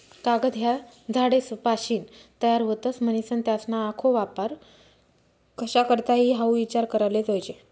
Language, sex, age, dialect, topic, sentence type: Marathi, female, 25-30, Northern Konkan, agriculture, statement